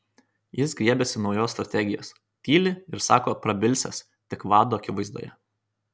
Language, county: Lithuanian, Kaunas